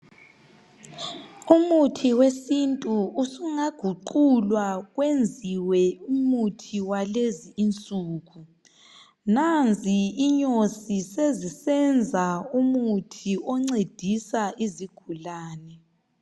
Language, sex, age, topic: North Ndebele, female, 25-35, health